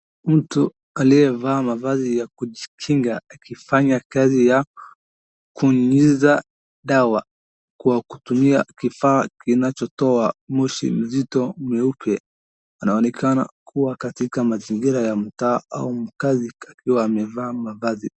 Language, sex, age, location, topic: Swahili, male, 18-24, Wajir, health